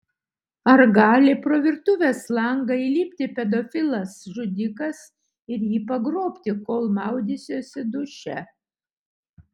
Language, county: Lithuanian, Utena